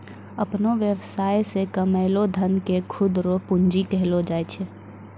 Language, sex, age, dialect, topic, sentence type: Maithili, female, 41-45, Angika, banking, statement